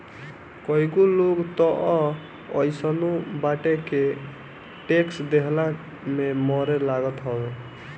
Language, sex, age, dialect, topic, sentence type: Bhojpuri, male, 18-24, Northern, banking, statement